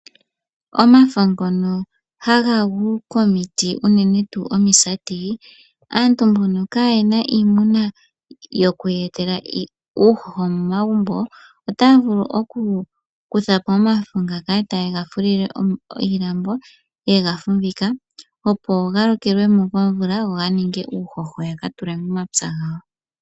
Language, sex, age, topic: Oshiwambo, male, 18-24, agriculture